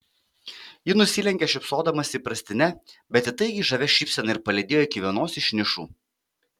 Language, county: Lithuanian, Panevėžys